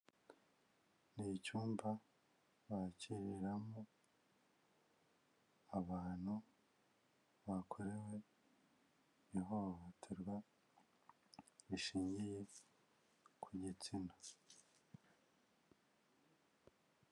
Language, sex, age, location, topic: Kinyarwanda, male, 25-35, Kigali, health